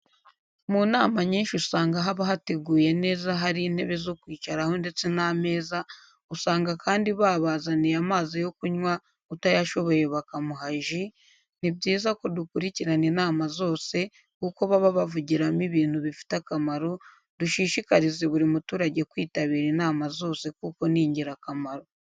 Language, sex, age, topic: Kinyarwanda, female, 18-24, education